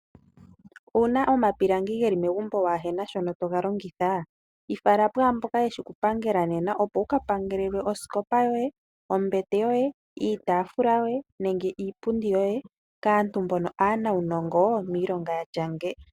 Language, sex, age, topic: Oshiwambo, female, 18-24, finance